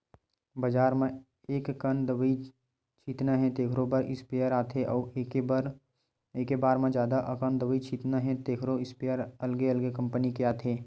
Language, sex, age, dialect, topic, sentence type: Chhattisgarhi, male, 18-24, Western/Budati/Khatahi, agriculture, statement